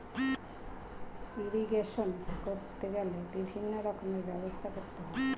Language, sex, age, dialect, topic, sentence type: Bengali, female, 41-45, Standard Colloquial, agriculture, statement